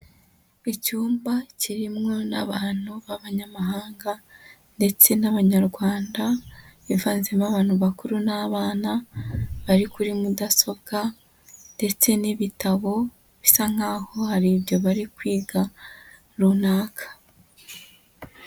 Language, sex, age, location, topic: Kinyarwanda, female, 18-24, Huye, government